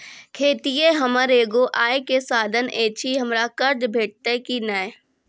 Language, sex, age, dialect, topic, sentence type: Maithili, female, 36-40, Angika, banking, question